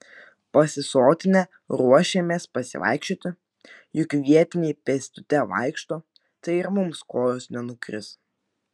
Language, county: Lithuanian, Vilnius